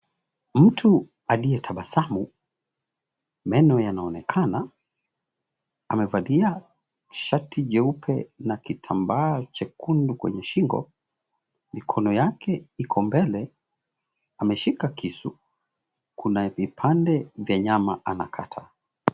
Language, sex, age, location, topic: Swahili, male, 36-49, Mombasa, agriculture